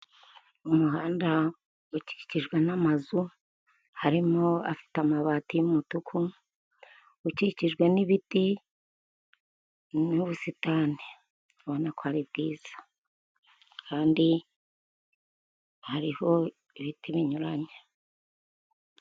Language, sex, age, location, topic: Kinyarwanda, female, 50+, Kigali, government